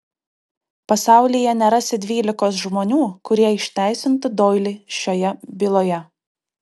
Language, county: Lithuanian, Kaunas